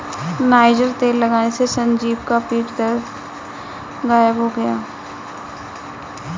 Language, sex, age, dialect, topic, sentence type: Hindi, female, 31-35, Kanauji Braj Bhasha, agriculture, statement